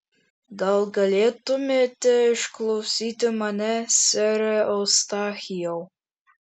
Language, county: Lithuanian, Šiauliai